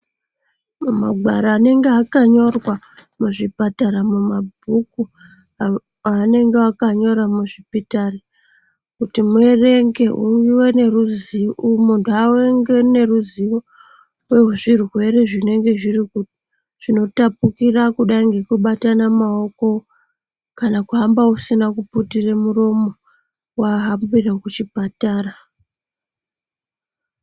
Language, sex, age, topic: Ndau, female, 25-35, health